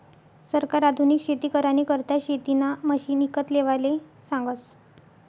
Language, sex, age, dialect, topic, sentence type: Marathi, female, 60-100, Northern Konkan, agriculture, statement